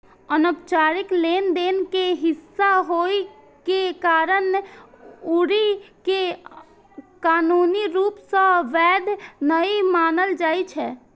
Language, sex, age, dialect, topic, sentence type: Maithili, female, 51-55, Eastern / Thethi, banking, statement